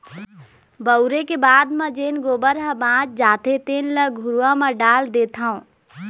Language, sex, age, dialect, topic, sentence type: Chhattisgarhi, female, 18-24, Eastern, agriculture, statement